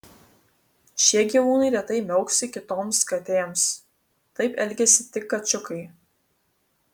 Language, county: Lithuanian, Vilnius